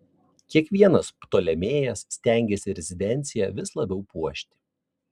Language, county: Lithuanian, Vilnius